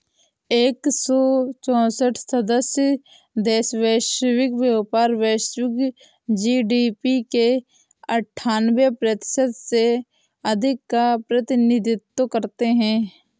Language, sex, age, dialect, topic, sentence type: Hindi, female, 25-30, Awadhi Bundeli, banking, statement